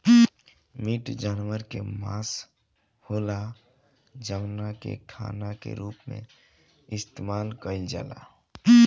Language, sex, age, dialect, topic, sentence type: Bhojpuri, male, 25-30, Southern / Standard, agriculture, statement